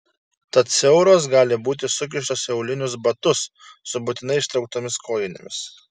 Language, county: Lithuanian, Šiauliai